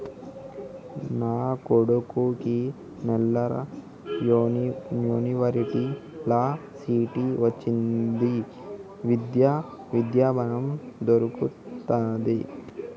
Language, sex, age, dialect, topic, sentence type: Telugu, male, 18-24, Telangana, banking, question